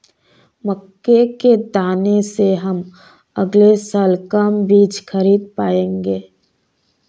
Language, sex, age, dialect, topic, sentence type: Hindi, female, 18-24, Marwari Dhudhari, agriculture, statement